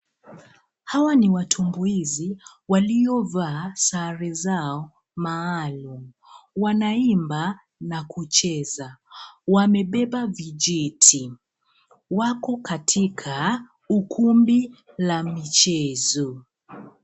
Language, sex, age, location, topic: Swahili, female, 25-35, Nairobi, government